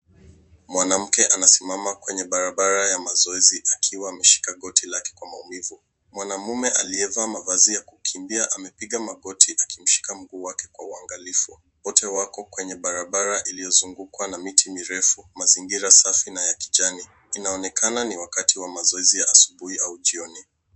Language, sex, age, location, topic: Swahili, male, 18-24, Nairobi, health